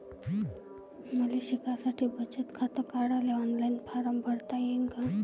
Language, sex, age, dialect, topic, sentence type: Marathi, female, 18-24, Varhadi, banking, question